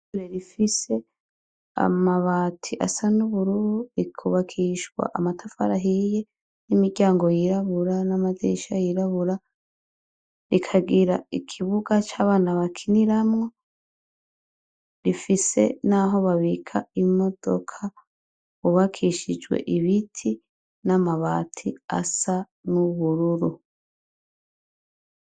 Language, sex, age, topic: Rundi, female, 36-49, education